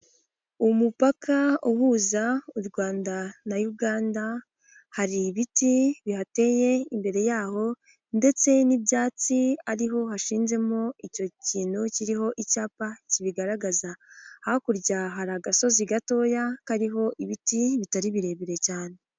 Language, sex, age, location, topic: Kinyarwanda, female, 18-24, Nyagatare, government